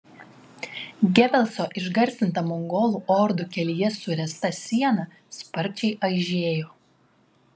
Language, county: Lithuanian, Klaipėda